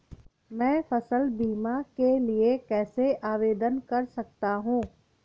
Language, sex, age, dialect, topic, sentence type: Hindi, female, 18-24, Awadhi Bundeli, banking, question